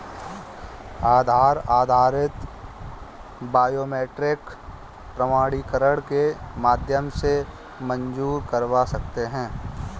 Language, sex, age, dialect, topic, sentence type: Hindi, male, 25-30, Kanauji Braj Bhasha, banking, statement